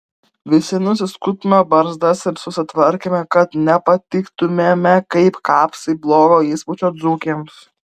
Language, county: Lithuanian, Vilnius